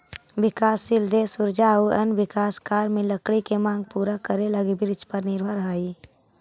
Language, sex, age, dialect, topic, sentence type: Magahi, female, 18-24, Central/Standard, banking, statement